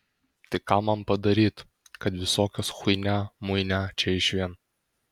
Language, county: Lithuanian, Kaunas